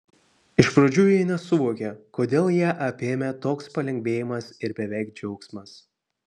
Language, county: Lithuanian, Vilnius